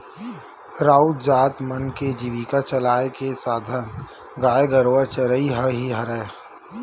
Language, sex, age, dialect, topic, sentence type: Chhattisgarhi, male, 31-35, Western/Budati/Khatahi, agriculture, statement